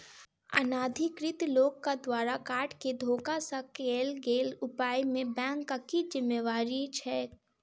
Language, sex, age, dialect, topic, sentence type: Maithili, female, 25-30, Southern/Standard, banking, question